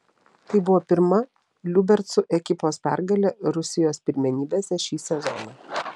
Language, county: Lithuanian, Telšiai